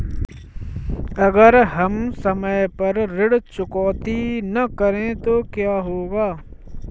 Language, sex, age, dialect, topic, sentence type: Hindi, male, 46-50, Kanauji Braj Bhasha, banking, question